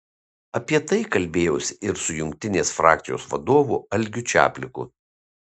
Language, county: Lithuanian, Kaunas